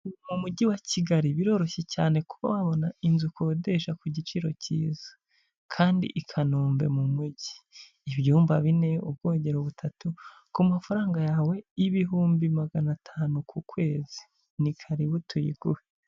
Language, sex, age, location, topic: Kinyarwanda, female, 25-35, Huye, finance